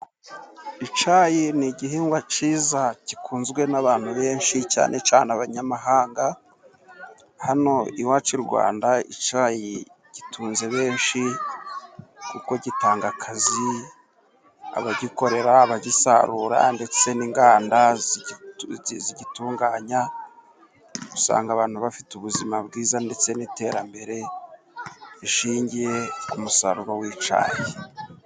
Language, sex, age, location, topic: Kinyarwanda, male, 36-49, Musanze, agriculture